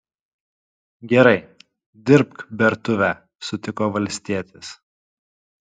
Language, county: Lithuanian, Kaunas